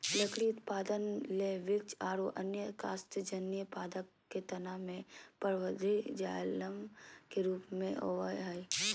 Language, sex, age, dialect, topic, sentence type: Magahi, female, 31-35, Southern, agriculture, statement